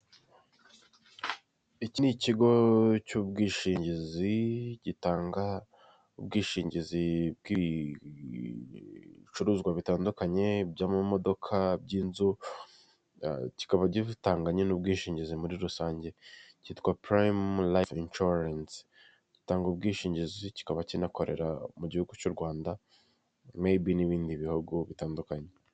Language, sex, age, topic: Kinyarwanda, male, 18-24, finance